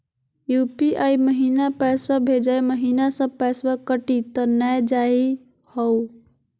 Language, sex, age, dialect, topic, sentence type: Magahi, female, 41-45, Southern, banking, question